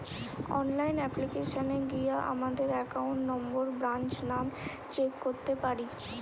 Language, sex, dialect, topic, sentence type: Bengali, female, Western, banking, statement